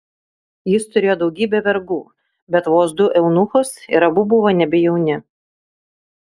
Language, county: Lithuanian, Kaunas